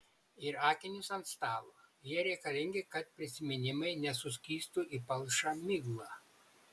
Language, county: Lithuanian, Šiauliai